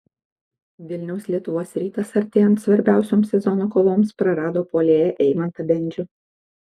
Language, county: Lithuanian, Kaunas